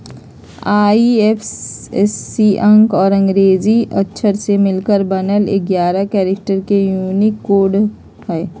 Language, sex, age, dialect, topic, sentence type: Magahi, female, 56-60, Southern, banking, statement